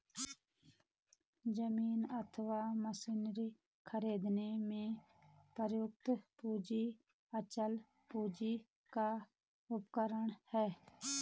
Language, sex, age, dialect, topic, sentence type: Hindi, female, 36-40, Garhwali, banking, statement